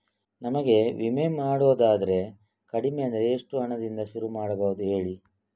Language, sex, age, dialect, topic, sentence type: Kannada, male, 25-30, Coastal/Dakshin, banking, question